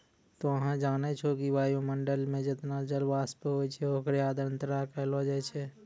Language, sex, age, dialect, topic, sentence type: Maithili, male, 25-30, Angika, agriculture, statement